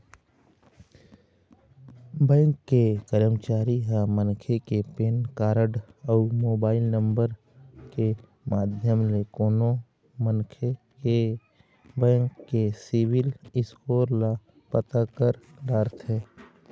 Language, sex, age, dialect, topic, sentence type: Chhattisgarhi, male, 18-24, Eastern, banking, statement